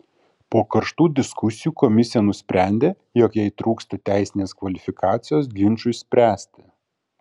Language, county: Lithuanian, Kaunas